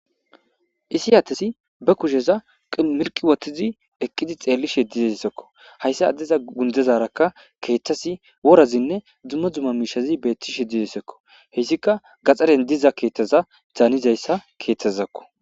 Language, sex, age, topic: Gamo, male, 25-35, government